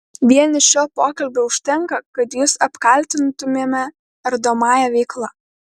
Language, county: Lithuanian, Vilnius